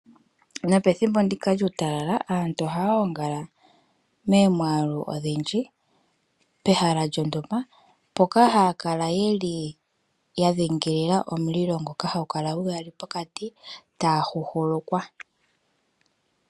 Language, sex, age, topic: Oshiwambo, female, 18-24, agriculture